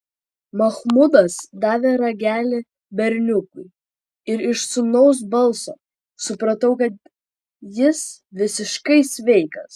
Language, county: Lithuanian, Vilnius